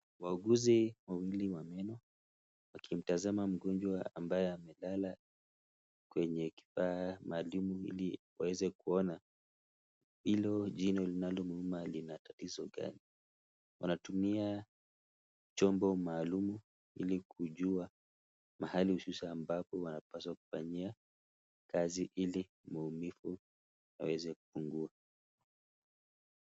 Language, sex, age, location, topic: Swahili, male, 25-35, Nakuru, health